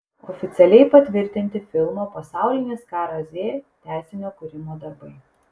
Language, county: Lithuanian, Kaunas